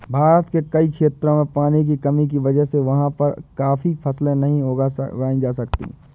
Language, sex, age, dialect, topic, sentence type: Hindi, male, 25-30, Awadhi Bundeli, agriculture, statement